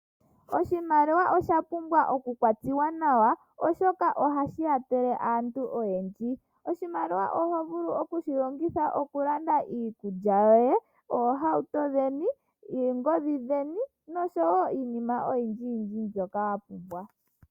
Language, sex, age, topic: Oshiwambo, female, 18-24, finance